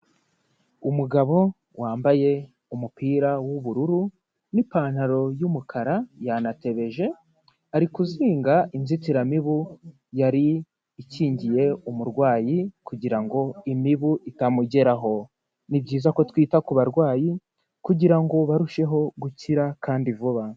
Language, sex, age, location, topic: Kinyarwanda, male, 18-24, Huye, health